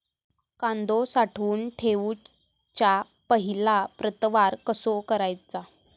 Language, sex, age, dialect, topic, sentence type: Marathi, female, 18-24, Southern Konkan, agriculture, question